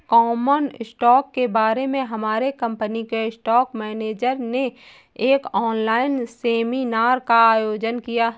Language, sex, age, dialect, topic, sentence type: Hindi, female, 18-24, Awadhi Bundeli, banking, statement